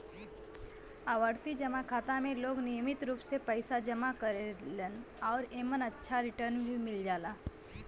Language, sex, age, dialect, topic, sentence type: Bhojpuri, female, <18, Western, banking, statement